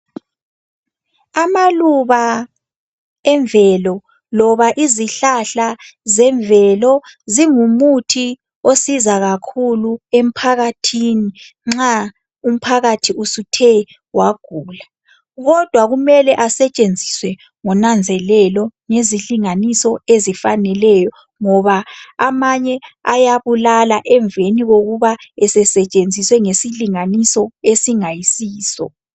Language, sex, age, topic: North Ndebele, female, 50+, health